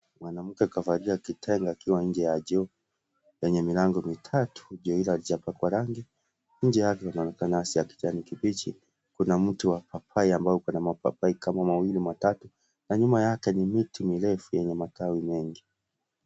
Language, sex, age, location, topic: Swahili, male, 36-49, Kisii, health